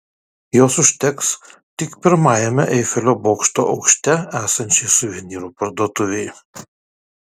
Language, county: Lithuanian, Kaunas